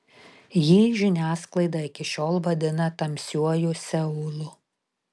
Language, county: Lithuanian, Telšiai